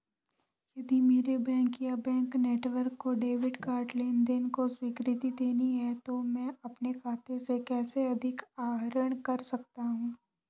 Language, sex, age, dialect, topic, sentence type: Hindi, male, 18-24, Hindustani Malvi Khadi Boli, banking, question